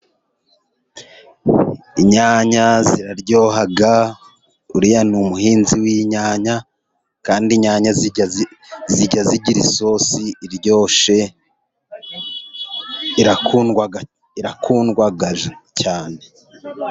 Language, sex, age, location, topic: Kinyarwanda, male, 36-49, Musanze, agriculture